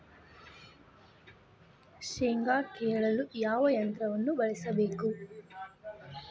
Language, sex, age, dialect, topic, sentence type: Kannada, female, 18-24, Dharwad Kannada, agriculture, question